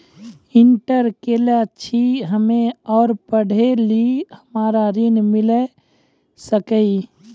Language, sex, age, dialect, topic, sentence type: Maithili, male, 25-30, Angika, banking, question